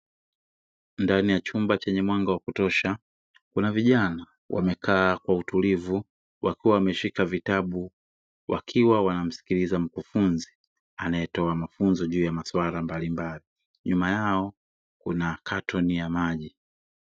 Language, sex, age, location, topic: Swahili, male, 25-35, Dar es Salaam, education